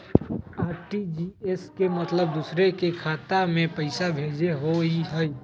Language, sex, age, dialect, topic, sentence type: Magahi, male, 18-24, Western, banking, question